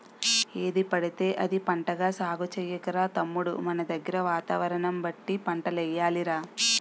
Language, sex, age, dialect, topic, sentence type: Telugu, female, 18-24, Utterandhra, agriculture, statement